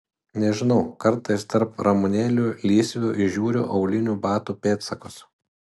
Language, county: Lithuanian, Utena